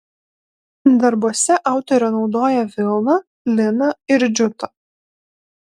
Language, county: Lithuanian, Panevėžys